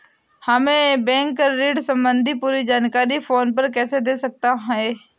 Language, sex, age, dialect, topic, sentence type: Hindi, female, 18-24, Awadhi Bundeli, banking, question